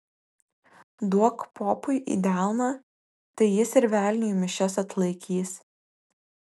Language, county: Lithuanian, Vilnius